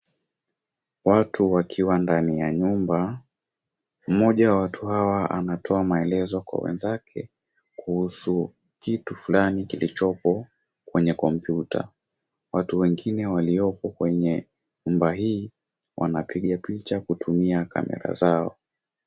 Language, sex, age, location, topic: Swahili, male, 18-24, Mombasa, government